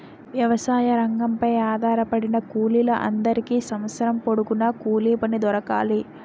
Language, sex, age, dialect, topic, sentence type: Telugu, female, 18-24, Utterandhra, agriculture, statement